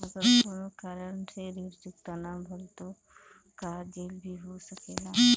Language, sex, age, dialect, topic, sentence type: Bhojpuri, female, 25-30, Northern, banking, question